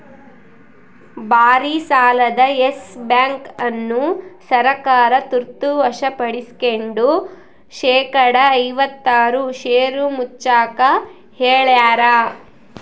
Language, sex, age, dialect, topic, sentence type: Kannada, female, 56-60, Central, banking, statement